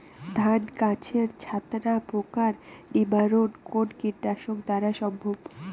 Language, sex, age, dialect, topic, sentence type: Bengali, female, 18-24, Rajbangshi, agriculture, question